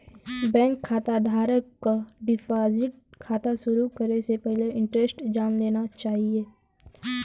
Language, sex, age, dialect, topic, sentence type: Bhojpuri, female, 36-40, Western, banking, statement